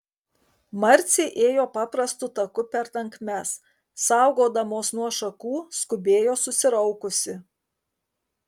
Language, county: Lithuanian, Kaunas